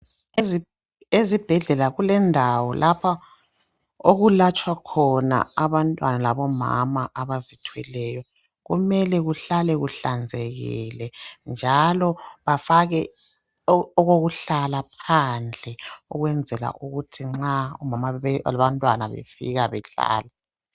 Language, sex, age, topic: North Ndebele, male, 25-35, health